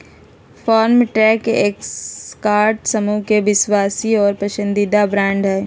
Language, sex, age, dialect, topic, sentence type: Magahi, female, 56-60, Southern, agriculture, statement